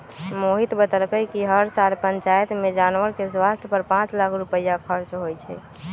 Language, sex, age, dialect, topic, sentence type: Magahi, female, 18-24, Western, agriculture, statement